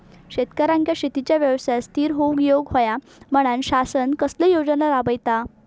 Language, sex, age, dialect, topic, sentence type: Marathi, female, 18-24, Southern Konkan, agriculture, question